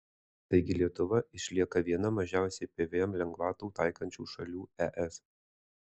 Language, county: Lithuanian, Alytus